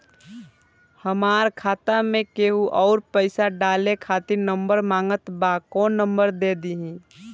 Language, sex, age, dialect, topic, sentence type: Bhojpuri, male, <18, Southern / Standard, banking, question